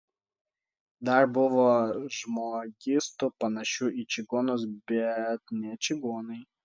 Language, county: Lithuanian, Vilnius